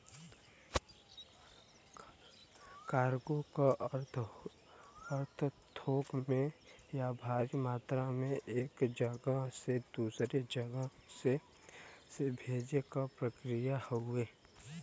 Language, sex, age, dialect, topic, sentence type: Bhojpuri, male, <18, Western, banking, statement